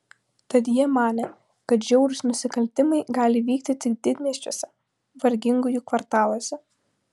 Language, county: Lithuanian, Utena